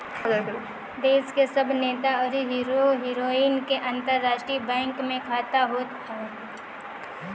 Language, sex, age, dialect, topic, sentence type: Bhojpuri, female, 18-24, Northern, banking, statement